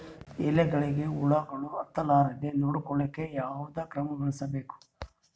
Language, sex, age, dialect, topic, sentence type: Kannada, male, 31-35, Northeastern, agriculture, question